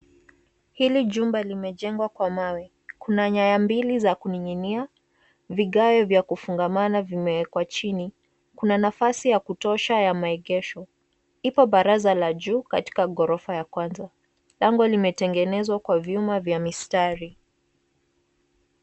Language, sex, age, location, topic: Swahili, female, 18-24, Nairobi, finance